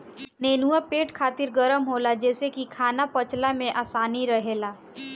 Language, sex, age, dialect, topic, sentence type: Bhojpuri, female, 18-24, Northern, agriculture, statement